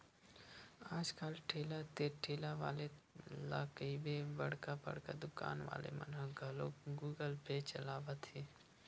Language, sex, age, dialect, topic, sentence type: Chhattisgarhi, male, 18-24, Western/Budati/Khatahi, banking, statement